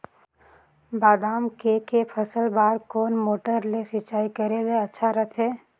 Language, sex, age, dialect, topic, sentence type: Chhattisgarhi, female, 18-24, Northern/Bhandar, agriculture, question